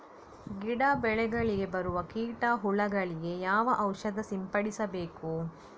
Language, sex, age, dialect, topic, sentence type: Kannada, female, 60-100, Coastal/Dakshin, agriculture, question